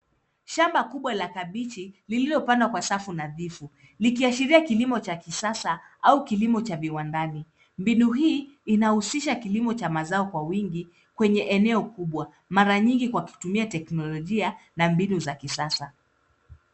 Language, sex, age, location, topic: Swahili, female, 25-35, Nairobi, agriculture